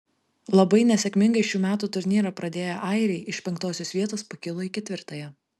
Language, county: Lithuanian, Vilnius